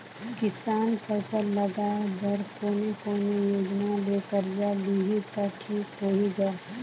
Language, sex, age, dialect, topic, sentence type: Chhattisgarhi, female, 25-30, Northern/Bhandar, agriculture, question